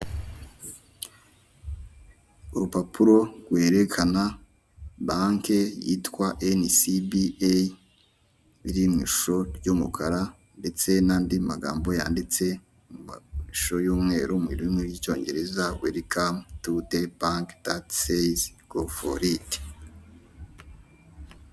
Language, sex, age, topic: Kinyarwanda, male, 18-24, finance